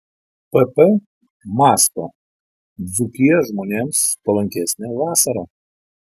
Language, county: Lithuanian, Telšiai